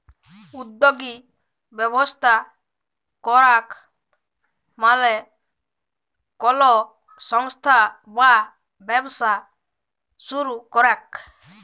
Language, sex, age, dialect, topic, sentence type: Bengali, male, 18-24, Jharkhandi, banking, statement